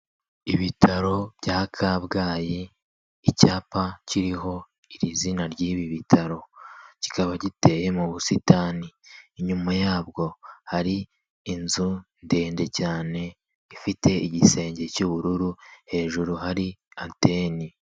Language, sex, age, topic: Kinyarwanda, male, 25-35, government